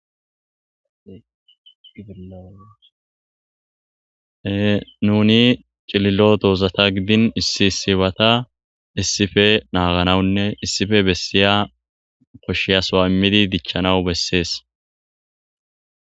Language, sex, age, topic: Gamo, male, 25-35, agriculture